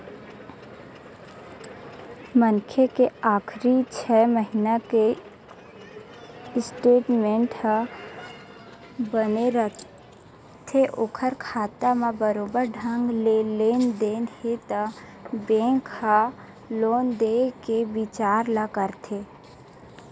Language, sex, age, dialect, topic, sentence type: Chhattisgarhi, female, 18-24, Western/Budati/Khatahi, banking, statement